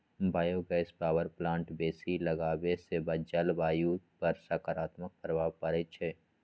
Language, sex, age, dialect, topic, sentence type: Magahi, male, 25-30, Western, agriculture, statement